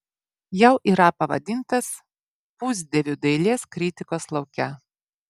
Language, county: Lithuanian, Vilnius